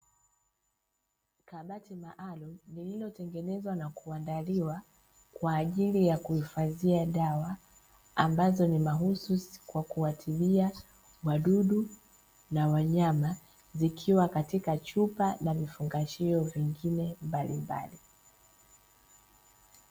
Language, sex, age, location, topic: Swahili, female, 25-35, Dar es Salaam, agriculture